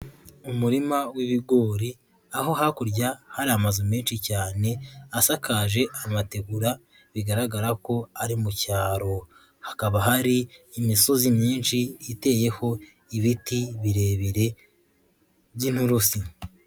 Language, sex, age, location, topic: Kinyarwanda, female, 18-24, Nyagatare, agriculture